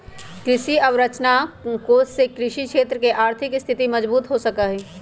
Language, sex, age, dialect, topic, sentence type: Magahi, male, 18-24, Western, agriculture, statement